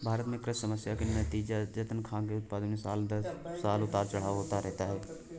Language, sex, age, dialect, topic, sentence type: Hindi, male, 18-24, Awadhi Bundeli, agriculture, statement